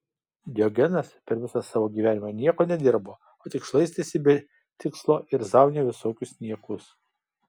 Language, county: Lithuanian, Kaunas